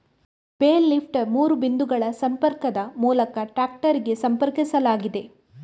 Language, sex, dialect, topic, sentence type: Kannada, female, Coastal/Dakshin, agriculture, statement